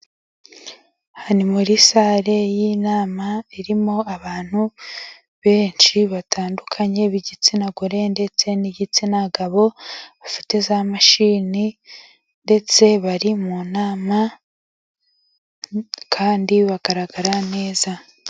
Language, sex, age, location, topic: Kinyarwanda, female, 25-35, Musanze, government